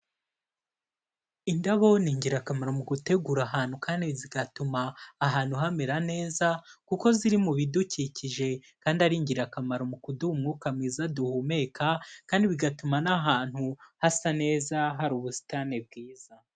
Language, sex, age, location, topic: Kinyarwanda, male, 18-24, Kigali, agriculture